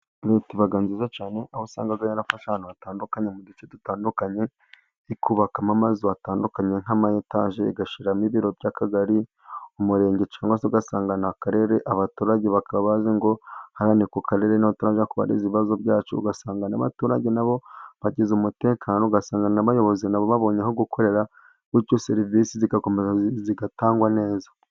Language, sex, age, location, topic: Kinyarwanda, male, 25-35, Burera, government